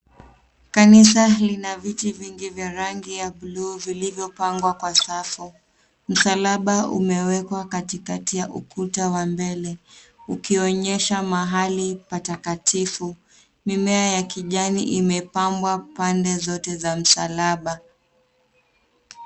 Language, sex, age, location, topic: Swahili, female, 18-24, Nairobi, education